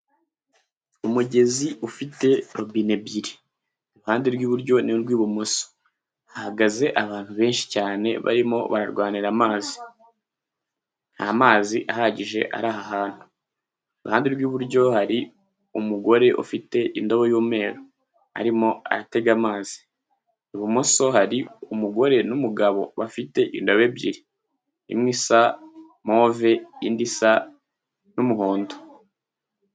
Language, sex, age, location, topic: Kinyarwanda, male, 18-24, Huye, health